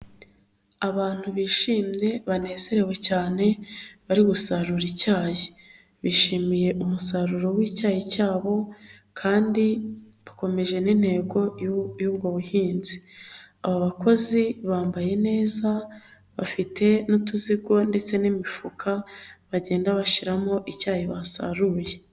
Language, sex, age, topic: Kinyarwanda, female, 25-35, agriculture